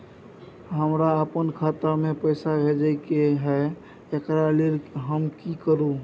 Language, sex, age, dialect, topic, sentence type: Maithili, male, 18-24, Bajjika, banking, question